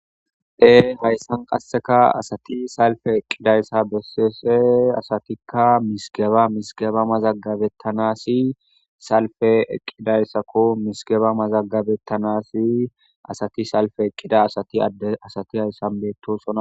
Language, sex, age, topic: Gamo, female, 18-24, government